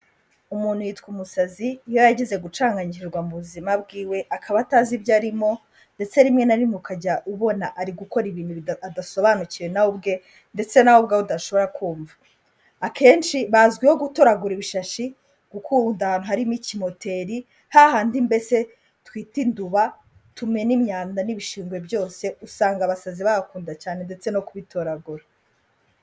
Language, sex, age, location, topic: Kinyarwanda, female, 18-24, Kigali, health